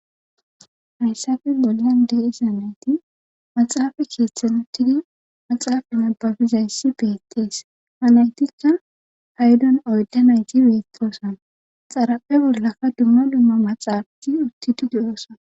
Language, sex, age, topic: Gamo, female, 25-35, government